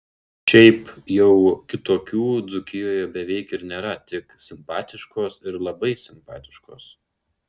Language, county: Lithuanian, Šiauliai